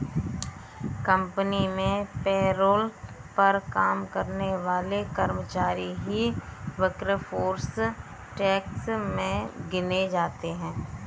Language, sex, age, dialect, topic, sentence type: Hindi, female, 18-24, Kanauji Braj Bhasha, banking, statement